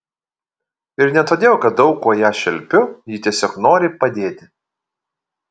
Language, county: Lithuanian, Kaunas